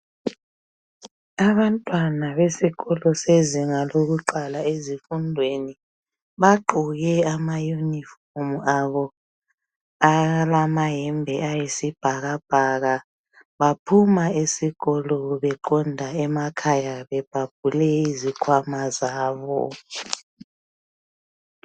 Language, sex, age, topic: North Ndebele, female, 50+, education